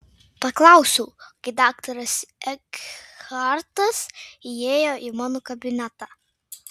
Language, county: Lithuanian, Vilnius